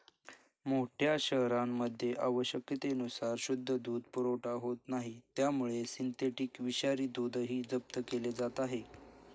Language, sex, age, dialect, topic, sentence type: Marathi, male, 25-30, Standard Marathi, agriculture, statement